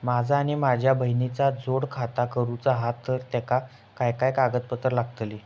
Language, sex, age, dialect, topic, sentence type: Marathi, male, 41-45, Southern Konkan, banking, question